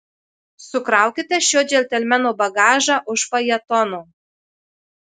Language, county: Lithuanian, Marijampolė